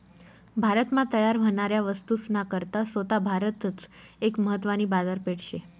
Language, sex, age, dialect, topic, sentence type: Marathi, female, 25-30, Northern Konkan, banking, statement